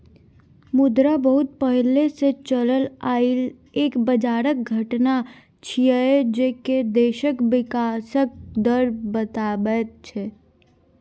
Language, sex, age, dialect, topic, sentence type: Maithili, female, 18-24, Bajjika, banking, statement